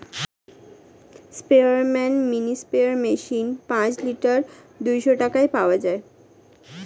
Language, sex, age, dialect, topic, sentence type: Bengali, female, 60-100, Standard Colloquial, agriculture, statement